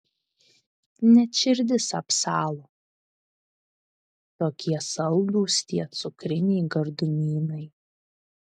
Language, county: Lithuanian, Vilnius